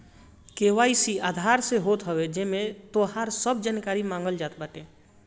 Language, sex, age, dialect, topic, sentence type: Bhojpuri, male, 25-30, Northern, banking, statement